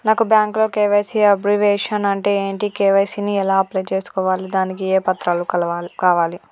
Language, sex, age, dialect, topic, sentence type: Telugu, female, 31-35, Telangana, banking, question